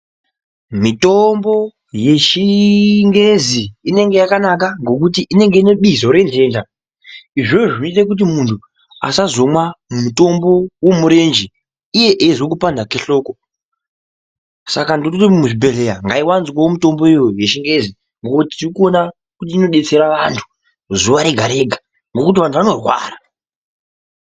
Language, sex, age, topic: Ndau, male, 50+, health